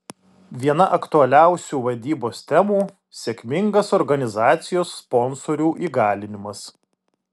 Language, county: Lithuanian, Vilnius